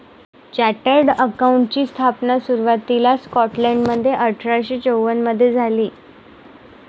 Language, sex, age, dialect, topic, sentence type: Marathi, female, 18-24, Varhadi, banking, statement